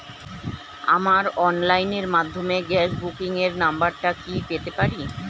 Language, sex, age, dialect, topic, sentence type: Bengali, male, 36-40, Standard Colloquial, banking, question